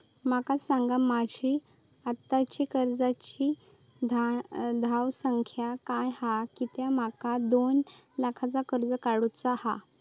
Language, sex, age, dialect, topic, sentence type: Marathi, female, 18-24, Southern Konkan, banking, question